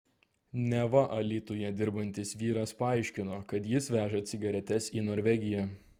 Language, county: Lithuanian, Vilnius